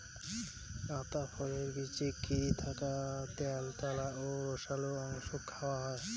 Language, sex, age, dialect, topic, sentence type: Bengali, male, 18-24, Rajbangshi, agriculture, statement